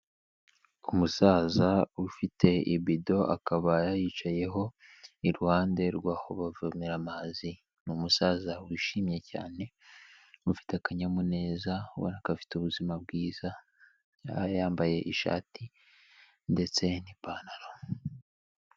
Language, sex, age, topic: Kinyarwanda, male, 18-24, health